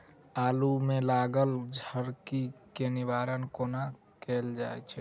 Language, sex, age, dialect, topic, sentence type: Maithili, male, 18-24, Southern/Standard, agriculture, question